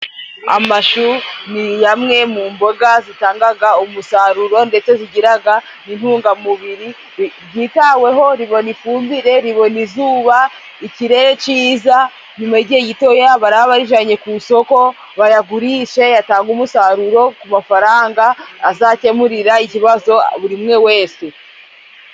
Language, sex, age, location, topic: Kinyarwanda, female, 18-24, Musanze, agriculture